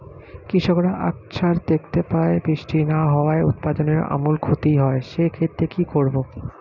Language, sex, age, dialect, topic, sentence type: Bengali, male, 25-30, Standard Colloquial, agriculture, question